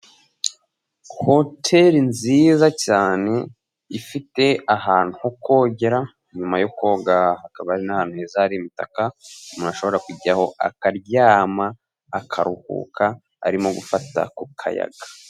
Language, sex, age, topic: Kinyarwanda, male, 18-24, finance